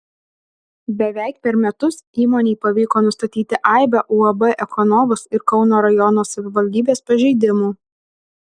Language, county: Lithuanian, Alytus